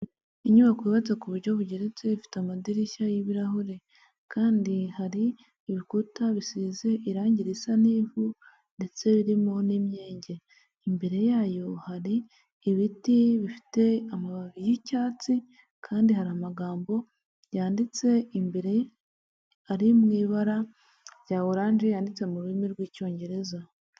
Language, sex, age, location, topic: Kinyarwanda, female, 18-24, Huye, health